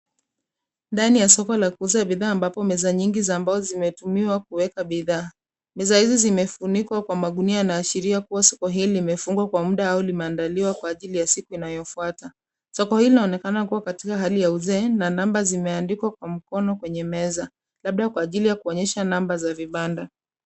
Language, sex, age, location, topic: Swahili, female, 25-35, Nairobi, finance